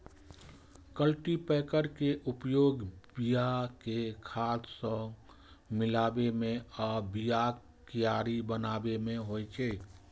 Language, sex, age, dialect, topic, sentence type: Maithili, male, 25-30, Eastern / Thethi, agriculture, statement